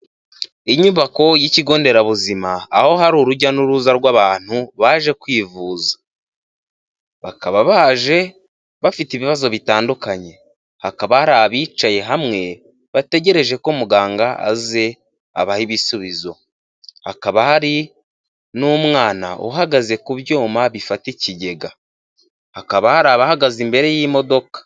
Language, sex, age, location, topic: Kinyarwanda, male, 18-24, Huye, health